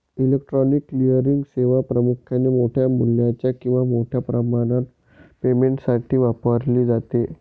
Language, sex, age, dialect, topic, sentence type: Marathi, male, 18-24, Varhadi, banking, statement